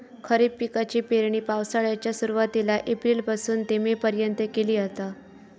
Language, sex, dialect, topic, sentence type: Marathi, female, Southern Konkan, agriculture, statement